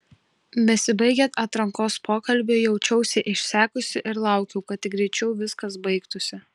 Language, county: Lithuanian, Telšiai